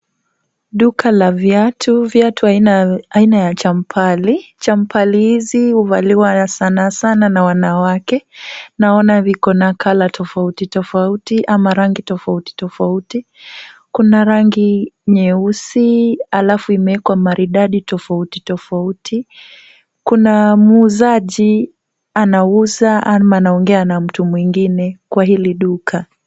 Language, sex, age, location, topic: Swahili, female, 18-24, Kisumu, finance